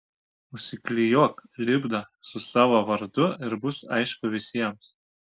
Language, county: Lithuanian, Šiauliai